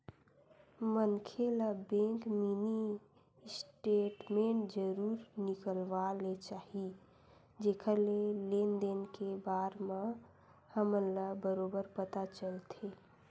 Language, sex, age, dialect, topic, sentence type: Chhattisgarhi, female, 18-24, Western/Budati/Khatahi, banking, statement